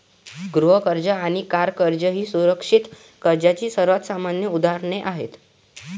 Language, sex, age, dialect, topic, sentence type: Marathi, male, 18-24, Varhadi, banking, statement